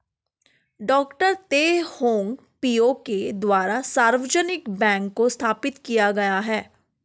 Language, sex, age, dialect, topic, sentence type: Hindi, female, 25-30, Garhwali, banking, statement